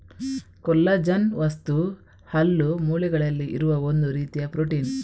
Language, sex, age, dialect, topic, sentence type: Kannada, female, 25-30, Coastal/Dakshin, agriculture, statement